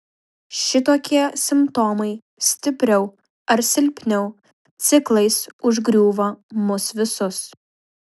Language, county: Lithuanian, Vilnius